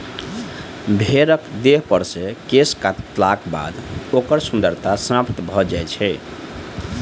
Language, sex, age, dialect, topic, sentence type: Maithili, male, 25-30, Southern/Standard, agriculture, statement